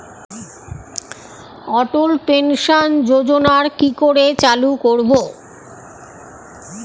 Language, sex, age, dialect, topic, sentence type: Bengali, female, 51-55, Standard Colloquial, banking, question